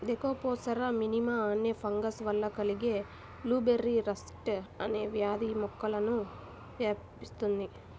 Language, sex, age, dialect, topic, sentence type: Telugu, female, 18-24, Central/Coastal, agriculture, statement